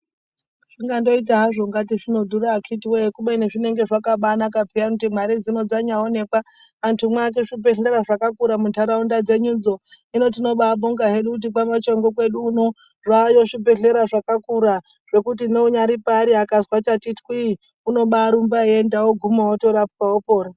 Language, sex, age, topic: Ndau, male, 36-49, health